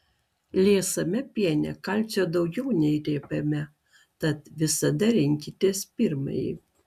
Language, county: Lithuanian, Klaipėda